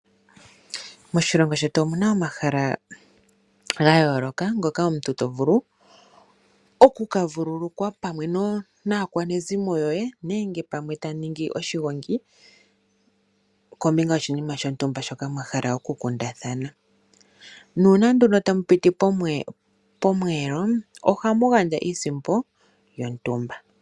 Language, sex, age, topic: Oshiwambo, female, 25-35, agriculture